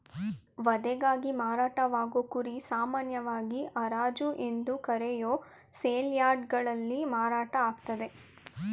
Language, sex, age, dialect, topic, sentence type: Kannada, female, 18-24, Mysore Kannada, agriculture, statement